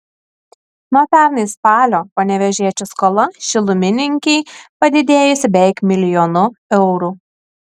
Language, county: Lithuanian, Kaunas